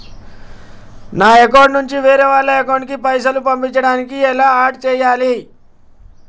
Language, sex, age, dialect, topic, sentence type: Telugu, male, 25-30, Telangana, banking, question